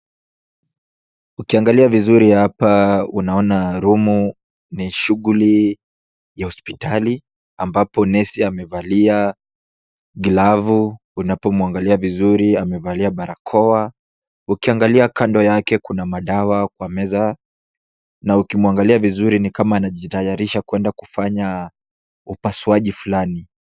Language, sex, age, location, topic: Swahili, male, 18-24, Kisumu, health